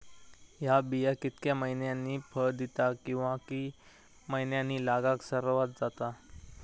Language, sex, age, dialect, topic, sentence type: Marathi, male, 25-30, Southern Konkan, agriculture, question